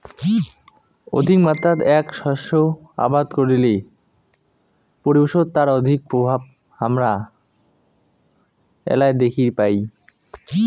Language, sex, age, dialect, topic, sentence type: Bengali, male, 18-24, Rajbangshi, agriculture, statement